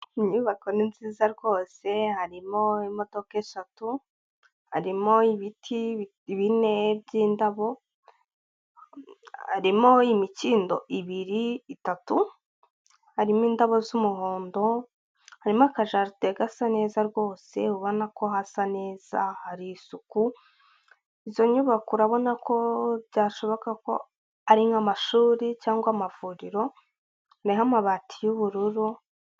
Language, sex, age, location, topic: Kinyarwanda, female, 25-35, Kigali, health